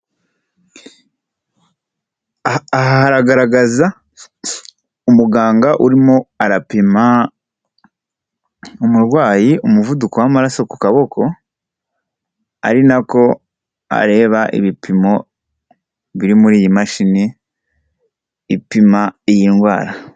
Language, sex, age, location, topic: Kinyarwanda, male, 18-24, Kigali, health